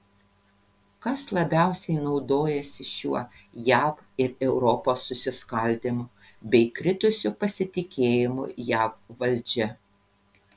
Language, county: Lithuanian, Panevėžys